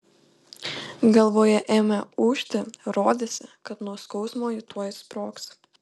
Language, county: Lithuanian, Panevėžys